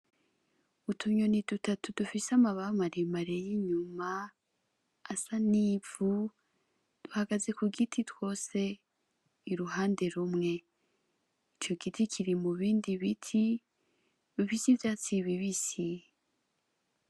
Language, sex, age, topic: Rundi, female, 25-35, agriculture